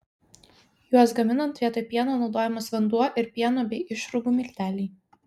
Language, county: Lithuanian, Vilnius